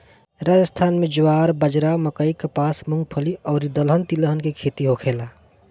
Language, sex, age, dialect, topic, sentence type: Bhojpuri, male, 25-30, Northern, agriculture, statement